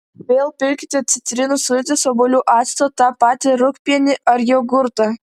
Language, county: Lithuanian, Vilnius